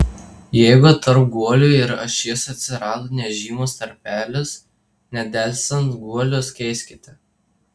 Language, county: Lithuanian, Tauragė